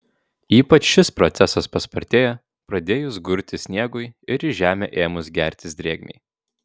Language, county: Lithuanian, Vilnius